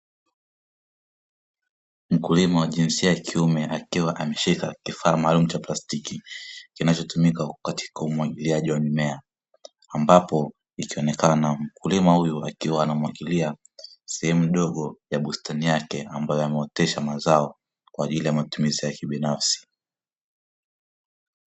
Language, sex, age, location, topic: Swahili, male, 18-24, Dar es Salaam, agriculture